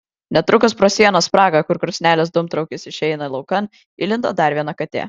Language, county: Lithuanian, Kaunas